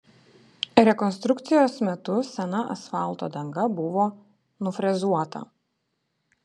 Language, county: Lithuanian, Vilnius